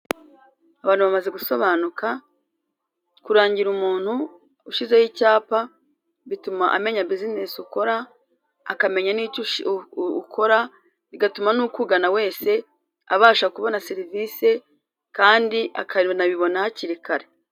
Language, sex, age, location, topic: Kinyarwanda, female, 36-49, Musanze, finance